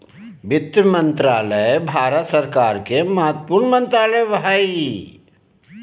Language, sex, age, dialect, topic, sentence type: Magahi, male, 36-40, Southern, banking, statement